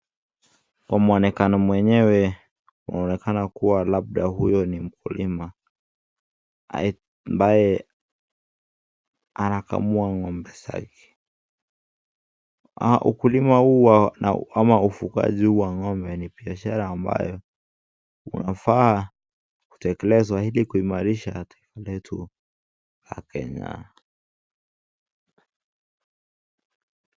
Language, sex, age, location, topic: Swahili, male, 18-24, Nakuru, agriculture